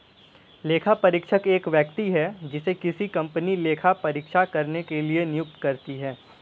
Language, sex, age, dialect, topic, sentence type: Hindi, male, 18-24, Kanauji Braj Bhasha, banking, statement